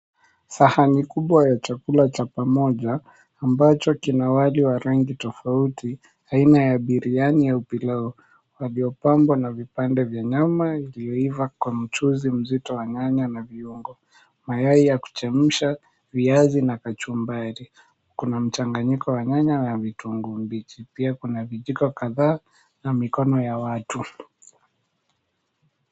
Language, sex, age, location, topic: Swahili, male, 18-24, Mombasa, agriculture